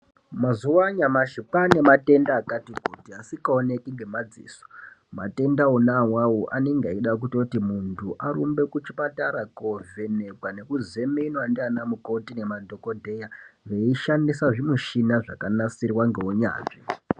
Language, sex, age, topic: Ndau, female, 25-35, health